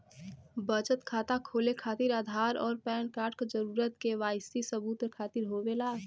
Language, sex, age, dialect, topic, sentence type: Bhojpuri, female, 18-24, Western, banking, statement